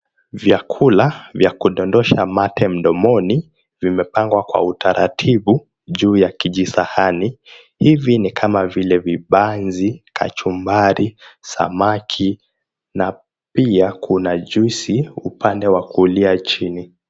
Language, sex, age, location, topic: Swahili, male, 18-24, Mombasa, agriculture